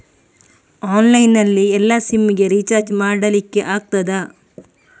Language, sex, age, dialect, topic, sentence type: Kannada, female, 18-24, Coastal/Dakshin, banking, question